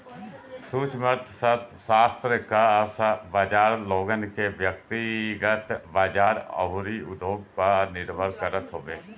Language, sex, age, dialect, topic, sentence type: Bhojpuri, male, 41-45, Northern, banking, statement